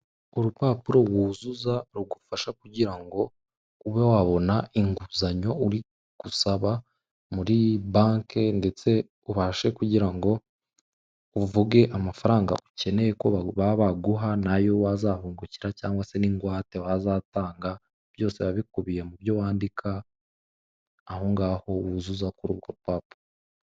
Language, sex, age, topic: Kinyarwanda, male, 18-24, finance